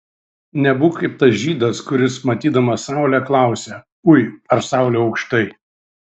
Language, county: Lithuanian, Šiauliai